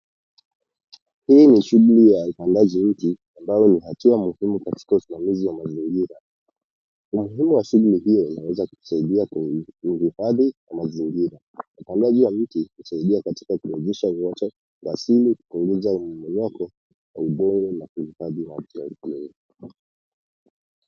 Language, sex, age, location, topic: Swahili, male, 18-24, Nairobi, government